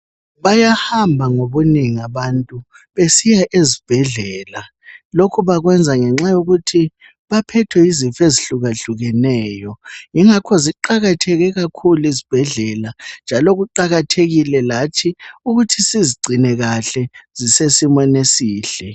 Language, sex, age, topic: North Ndebele, female, 25-35, health